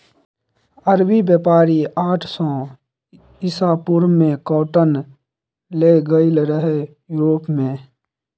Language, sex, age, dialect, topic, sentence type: Maithili, male, 18-24, Bajjika, agriculture, statement